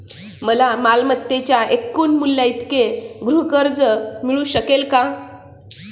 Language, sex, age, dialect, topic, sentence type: Marathi, female, 36-40, Standard Marathi, banking, question